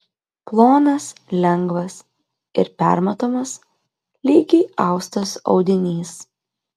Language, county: Lithuanian, Klaipėda